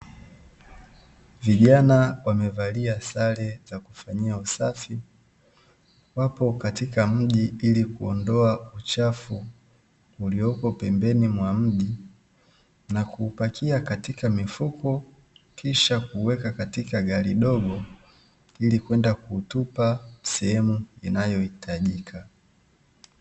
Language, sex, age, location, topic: Swahili, male, 25-35, Dar es Salaam, government